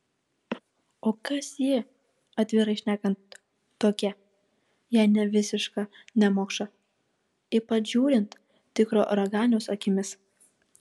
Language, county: Lithuanian, Kaunas